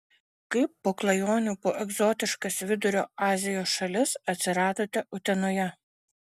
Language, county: Lithuanian, Panevėžys